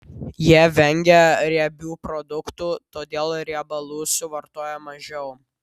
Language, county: Lithuanian, Vilnius